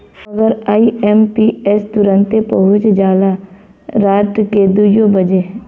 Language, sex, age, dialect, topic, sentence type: Bhojpuri, female, 18-24, Western, banking, statement